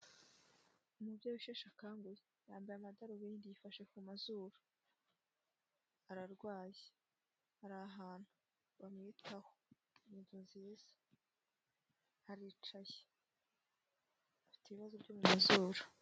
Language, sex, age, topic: Kinyarwanda, female, 18-24, health